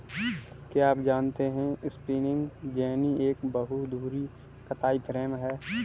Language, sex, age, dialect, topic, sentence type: Hindi, male, 18-24, Kanauji Braj Bhasha, agriculture, statement